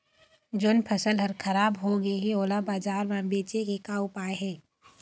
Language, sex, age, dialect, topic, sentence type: Chhattisgarhi, female, 51-55, Eastern, agriculture, statement